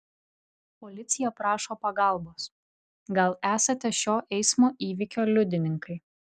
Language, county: Lithuanian, Vilnius